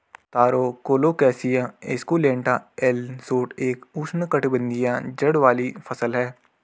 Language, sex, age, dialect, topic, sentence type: Hindi, male, 18-24, Garhwali, agriculture, statement